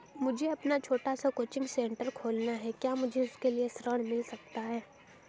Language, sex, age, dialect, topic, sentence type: Hindi, female, 18-24, Hindustani Malvi Khadi Boli, banking, question